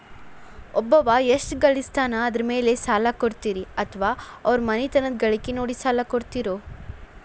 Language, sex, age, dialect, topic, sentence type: Kannada, female, 41-45, Dharwad Kannada, banking, question